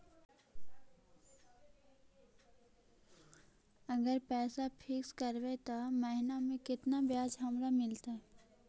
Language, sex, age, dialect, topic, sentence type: Magahi, female, 18-24, Central/Standard, banking, question